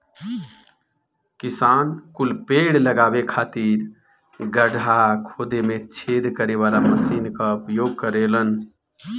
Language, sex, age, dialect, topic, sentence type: Bhojpuri, male, 41-45, Northern, agriculture, statement